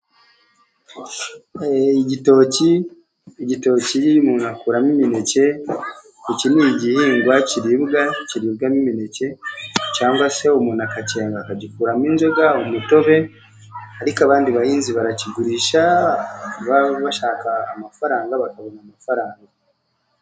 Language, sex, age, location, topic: Kinyarwanda, male, 50+, Musanze, agriculture